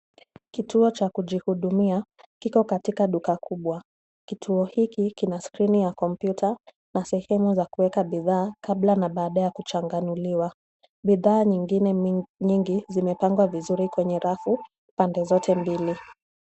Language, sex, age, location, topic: Swahili, female, 18-24, Nairobi, finance